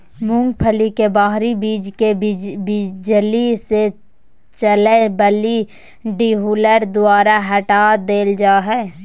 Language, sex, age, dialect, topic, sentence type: Magahi, female, 18-24, Southern, agriculture, statement